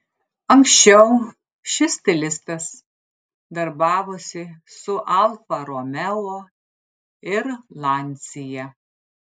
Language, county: Lithuanian, Klaipėda